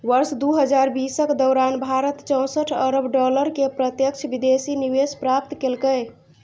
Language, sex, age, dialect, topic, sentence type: Maithili, female, 25-30, Eastern / Thethi, banking, statement